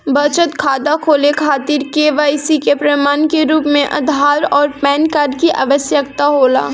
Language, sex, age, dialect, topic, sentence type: Bhojpuri, female, 18-24, Northern, banking, statement